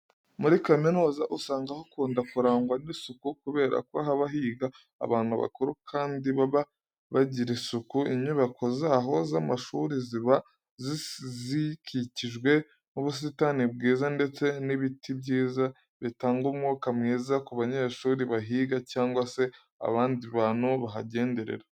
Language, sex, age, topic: Kinyarwanda, male, 18-24, education